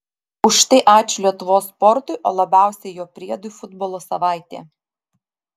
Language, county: Lithuanian, Vilnius